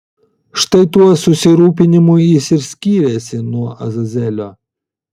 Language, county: Lithuanian, Vilnius